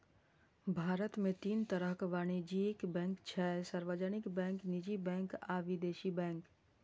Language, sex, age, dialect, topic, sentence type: Maithili, female, 25-30, Eastern / Thethi, banking, statement